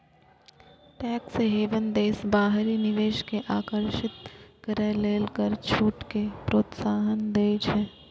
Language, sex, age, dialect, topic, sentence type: Maithili, female, 18-24, Eastern / Thethi, banking, statement